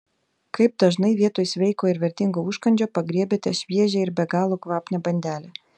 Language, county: Lithuanian, Telšiai